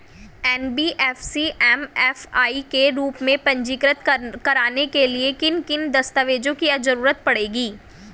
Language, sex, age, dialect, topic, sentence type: Hindi, male, 18-24, Hindustani Malvi Khadi Boli, banking, question